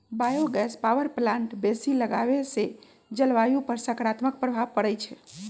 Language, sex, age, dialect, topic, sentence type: Magahi, female, 46-50, Western, agriculture, statement